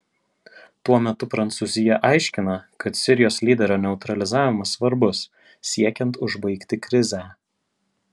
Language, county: Lithuanian, Vilnius